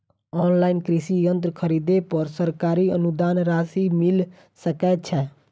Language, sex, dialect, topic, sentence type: Maithili, female, Southern/Standard, agriculture, question